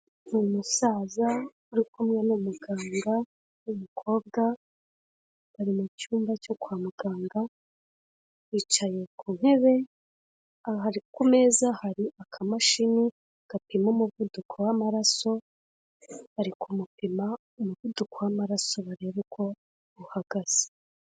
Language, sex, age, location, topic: Kinyarwanda, female, 25-35, Kigali, health